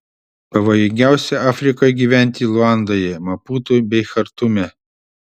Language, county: Lithuanian, Utena